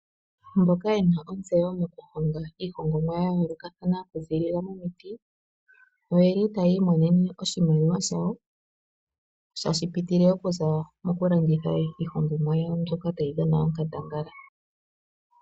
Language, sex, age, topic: Oshiwambo, female, 36-49, finance